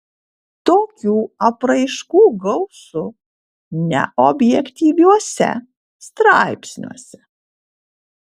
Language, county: Lithuanian, Kaunas